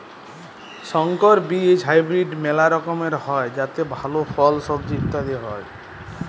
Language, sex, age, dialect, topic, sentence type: Bengali, male, 31-35, Jharkhandi, agriculture, statement